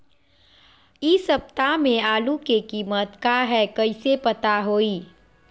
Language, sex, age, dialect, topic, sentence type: Magahi, female, 41-45, Western, agriculture, question